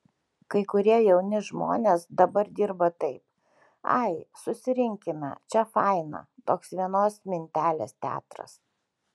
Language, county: Lithuanian, Kaunas